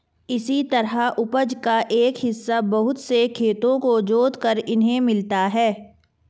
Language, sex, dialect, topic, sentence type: Hindi, female, Marwari Dhudhari, agriculture, statement